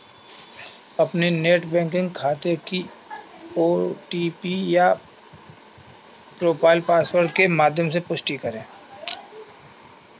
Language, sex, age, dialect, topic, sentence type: Hindi, male, 25-30, Kanauji Braj Bhasha, banking, statement